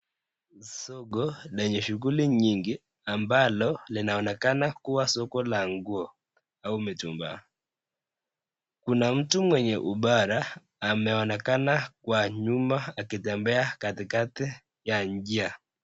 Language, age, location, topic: Swahili, 25-35, Nakuru, finance